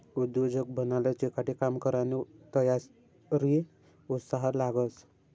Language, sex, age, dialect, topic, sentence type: Marathi, male, 18-24, Northern Konkan, banking, statement